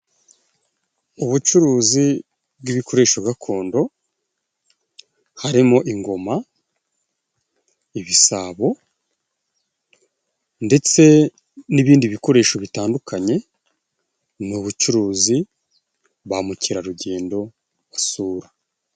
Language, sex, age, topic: Kinyarwanda, male, 25-35, government